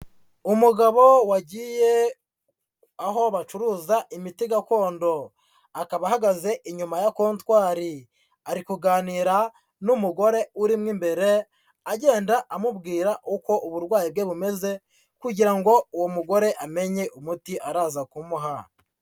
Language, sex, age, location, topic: Kinyarwanda, male, 25-35, Huye, health